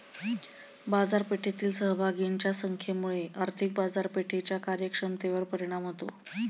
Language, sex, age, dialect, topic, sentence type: Marathi, female, 31-35, Standard Marathi, banking, statement